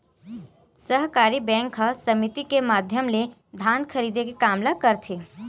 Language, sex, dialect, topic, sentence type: Chhattisgarhi, female, Western/Budati/Khatahi, banking, statement